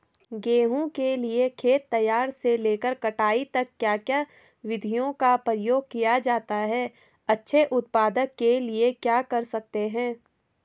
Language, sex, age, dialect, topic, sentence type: Hindi, female, 18-24, Garhwali, agriculture, question